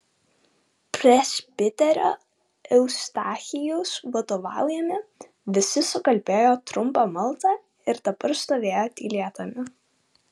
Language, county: Lithuanian, Vilnius